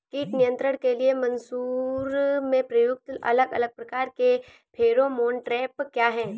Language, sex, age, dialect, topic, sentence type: Hindi, female, 18-24, Awadhi Bundeli, agriculture, question